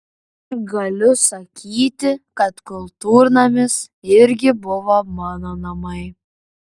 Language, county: Lithuanian, Klaipėda